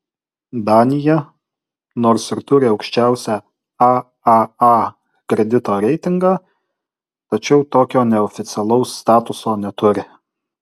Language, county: Lithuanian, Utena